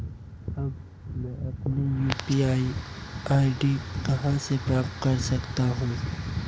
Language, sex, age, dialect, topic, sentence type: Hindi, male, 18-24, Marwari Dhudhari, banking, question